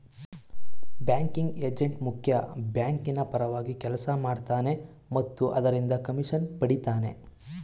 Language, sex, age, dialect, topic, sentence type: Kannada, male, 18-24, Mysore Kannada, banking, statement